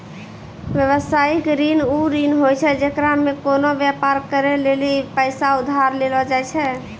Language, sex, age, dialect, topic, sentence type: Maithili, female, 18-24, Angika, banking, statement